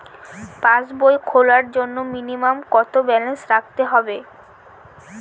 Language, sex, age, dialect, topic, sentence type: Bengali, female, <18, Northern/Varendri, banking, question